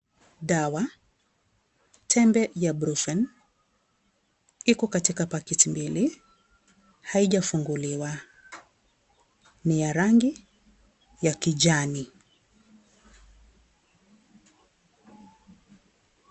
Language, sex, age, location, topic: Swahili, female, 36-49, Kisii, health